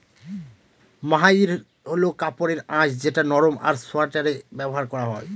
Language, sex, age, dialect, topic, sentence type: Bengali, male, 25-30, Northern/Varendri, agriculture, statement